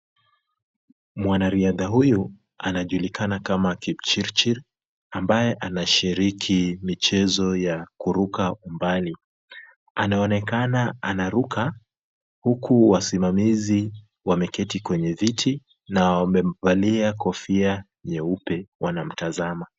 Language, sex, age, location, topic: Swahili, female, 25-35, Kisumu, government